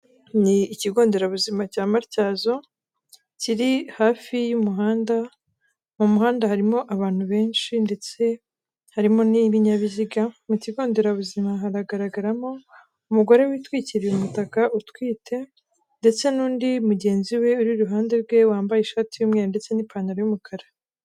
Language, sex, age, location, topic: Kinyarwanda, female, 18-24, Kigali, health